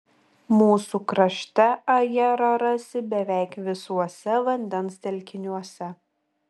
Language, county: Lithuanian, Klaipėda